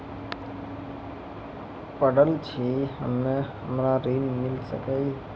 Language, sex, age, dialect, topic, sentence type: Maithili, male, 18-24, Angika, banking, question